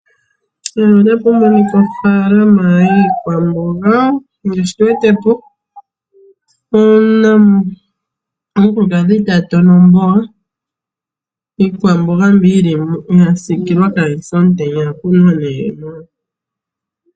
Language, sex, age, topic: Oshiwambo, female, 25-35, agriculture